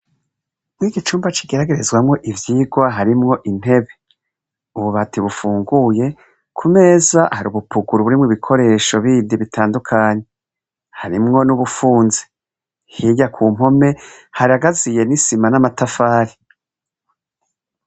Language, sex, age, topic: Rundi, female, 25-35, education